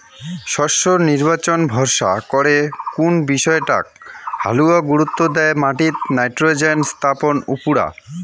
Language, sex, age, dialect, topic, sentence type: Bengali, male, 25-30, Rajbangshi, agriculture, statement